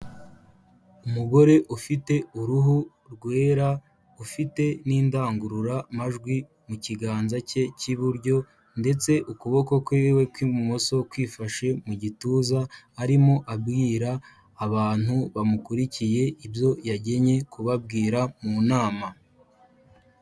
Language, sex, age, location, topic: Kinyarwanda, male, 18-24, Kigali, health